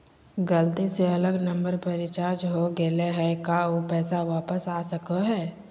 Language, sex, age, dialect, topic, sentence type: Magahi, female, 25-30, Southern, banking, question